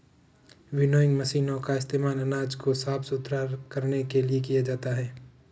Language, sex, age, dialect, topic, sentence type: Hindi, male, 46-50, Marwari Dhudhari, agriculture, statement